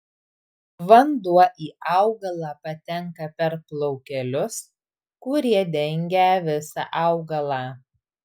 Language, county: Lithuanian, Vilnius